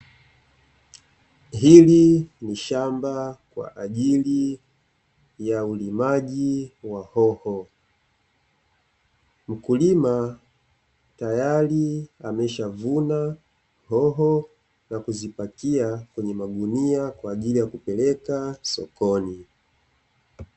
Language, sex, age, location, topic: Swahili, male, 25-35, Dar es Salaam, agriculture